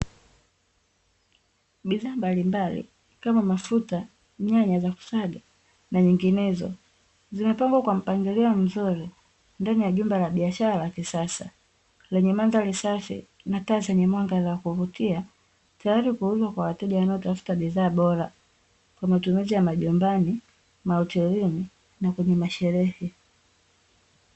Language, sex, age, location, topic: Swahili, female, 18-24, Dar es Salaam, finance